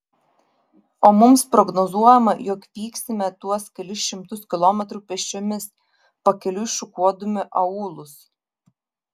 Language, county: Lithuanian, Vilnius